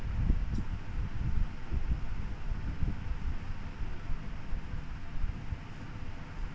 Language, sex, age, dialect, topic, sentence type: Chhattisgarhi, female, 25-30, Eastern, agriculture, statement